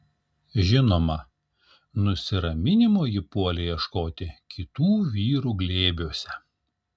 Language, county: Lithuanian, Šiauliai